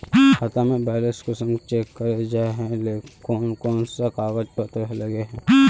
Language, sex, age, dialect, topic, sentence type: Magahi, male, 31-35, Northeastern/Surjapuri, banking, question